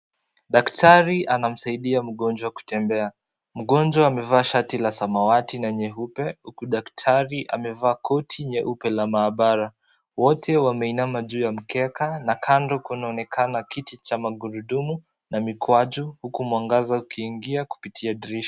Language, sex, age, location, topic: Swahili, male, 18-24, Kisii, health